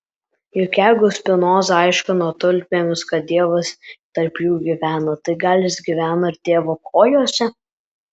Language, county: Lithuanian, Alytus